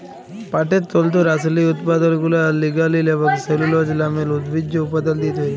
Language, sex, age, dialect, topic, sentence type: Bengali, male, 25-30, Jharkhandi, agriculture, statement